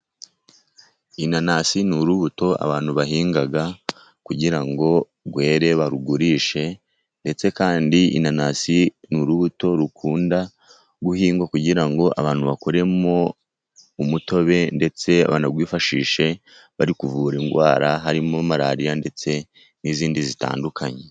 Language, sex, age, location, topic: Kinyarwanda, male, 50+, Musanze, agriculture